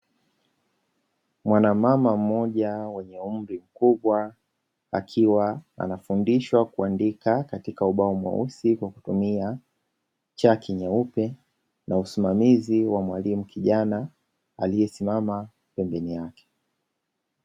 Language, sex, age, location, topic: Swahili, male, 25-35, Dar es Salaam, education